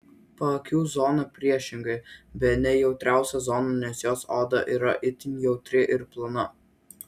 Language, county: Lithuanian, Vilnius